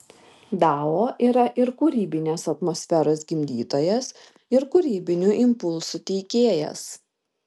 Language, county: Lithuanian, Vilnius